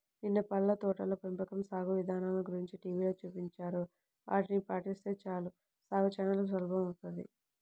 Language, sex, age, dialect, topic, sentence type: Telugu, male, 18-24, Central/Coastal, agriculture, statement